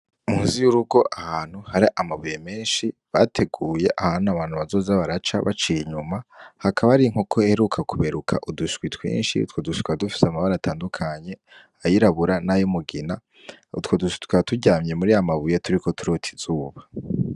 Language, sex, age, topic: Rundi, female, 18-24, agriculture